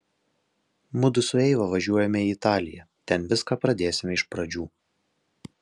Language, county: Lithuanian, Alytus